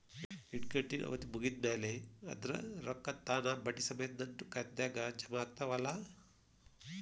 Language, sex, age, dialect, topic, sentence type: Kannada, male, 51-55, Dharwad Kannada, banking, question